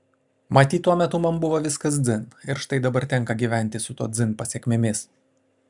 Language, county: Lithuanian, Vilnius